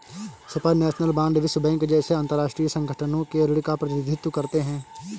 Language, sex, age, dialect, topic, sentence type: Hindi, male, 18-24, Awadhi Bundeli, banking, statement